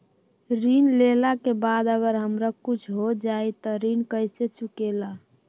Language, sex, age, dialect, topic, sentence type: Magahi, female, 18-24, Western, banking, question